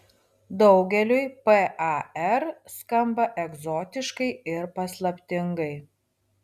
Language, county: Lithuanian, Vilnius